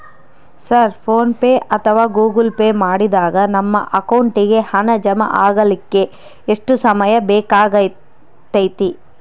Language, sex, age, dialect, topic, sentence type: Kannada, female, 31-35, Central, banking, question